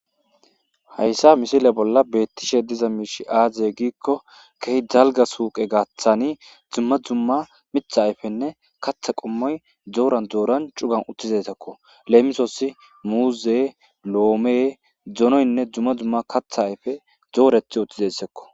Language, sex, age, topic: Gamo, male, 25-35, agriculture